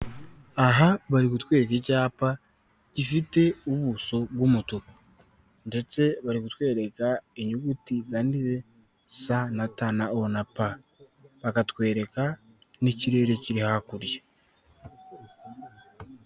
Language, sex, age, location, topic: Kinyarwanda, male, 25-35, Kigali, government